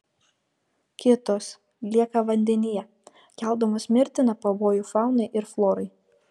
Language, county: Lithuanian, Kaunas